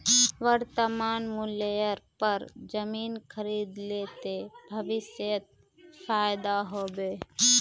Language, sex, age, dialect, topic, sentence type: Magahi, female, 18-24, Northeastern/Surjapuri, banking, statement